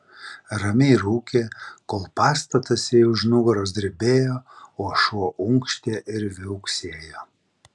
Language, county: Lithuanian, Vilnius